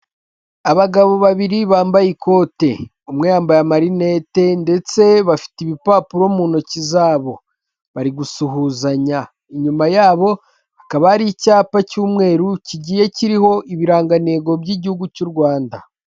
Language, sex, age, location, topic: Kinyarwanda, male, 18-24, Kigali, health